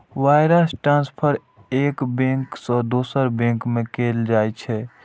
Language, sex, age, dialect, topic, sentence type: Maithili, male, 18-24, Eastern / Thethi, banking, statement